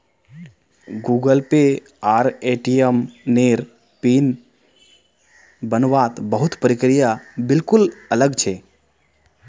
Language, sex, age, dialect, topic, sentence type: Magahi, male, 31-35, Northeastern/Surjapuri, banking, statement